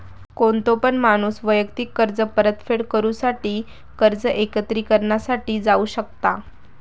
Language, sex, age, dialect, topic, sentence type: Marathi, female, 18-24, Southern Konkan, banking, statement